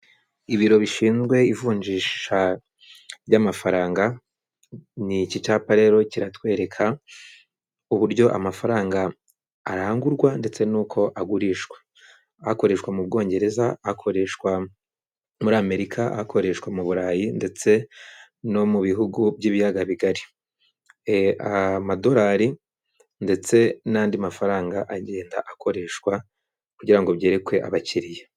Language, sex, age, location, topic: Kinyarwanda, male, 25-35, Kigali, finance